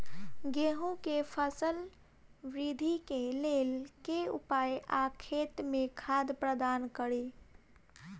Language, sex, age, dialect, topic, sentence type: Maithili, female, 18-24, Southern/Standard, agriculture, question